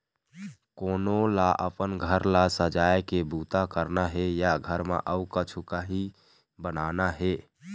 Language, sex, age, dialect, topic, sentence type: Chhattisgarhi, male, 18-24, Eastern, banking, statement